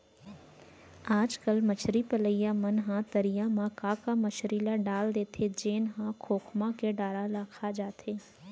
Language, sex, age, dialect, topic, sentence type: Chhattisgarhi, female, 18-24, Central, agriculture, statement